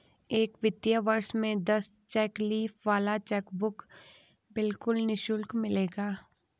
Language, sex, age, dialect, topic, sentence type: Hindi, female, 18-24, Garhwali, banking, statement